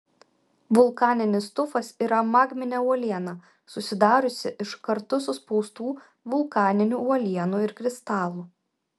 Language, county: Lithuanian, Vilnius